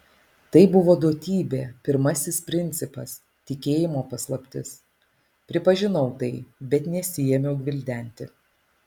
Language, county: Lithuanian, Alytus